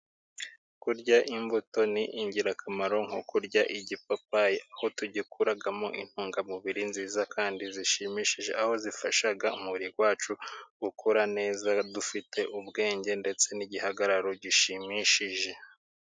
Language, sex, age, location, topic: Kinyarwanda, male, 25-35, Musanze, agriculture